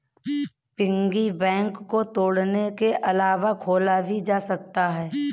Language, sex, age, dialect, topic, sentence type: Hindi, female, 31-35, Marwari Dhudhari, banking, statement